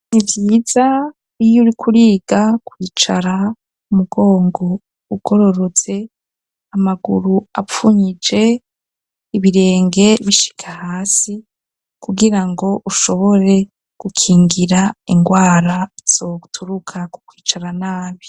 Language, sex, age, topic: Rundi, female, 25-35, education